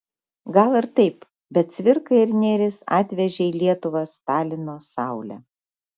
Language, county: Lithuanian, Šiauliai